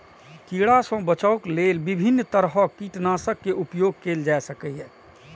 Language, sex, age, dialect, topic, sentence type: Maithili, male, 46-50, Eastern / Thethi, agriculture, statement